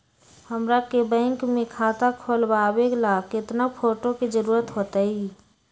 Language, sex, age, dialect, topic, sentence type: Magahi, female, 25-30, Western, banking, question